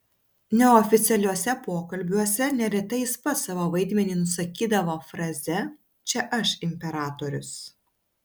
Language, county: Lithuanian, Vilnius